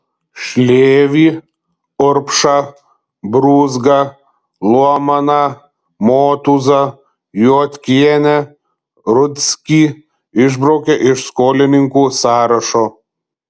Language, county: Lithuanian, Telšiai